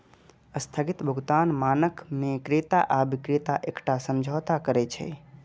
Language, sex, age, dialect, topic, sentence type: Maithili, male, 25-30, Eastern / Thethi, banking, statement